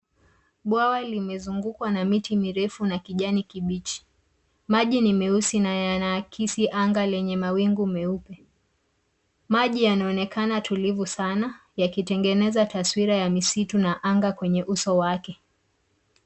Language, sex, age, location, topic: Swahili, female, 25-35, Nairobi, government